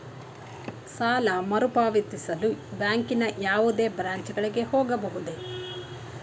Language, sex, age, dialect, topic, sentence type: Kannada, female, 46-50, Mysore Kannada, banking, question